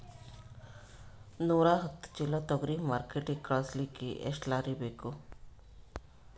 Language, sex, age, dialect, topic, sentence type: Kannada, female, 36-40, Northeastern, agriculture, question